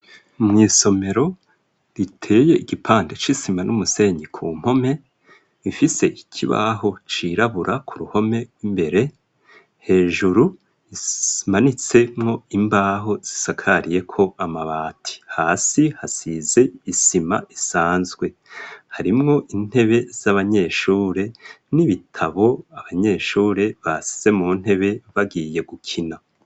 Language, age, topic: Rundi, 25-35, education